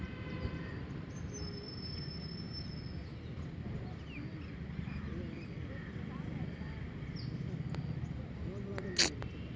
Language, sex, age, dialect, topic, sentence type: Telugu, male, 36-40, Southern, agriculture, question